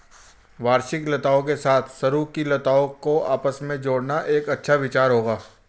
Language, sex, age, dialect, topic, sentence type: Hindi, female, 36-40, Hindustani Malvi Khadi Boli, agriculture, statement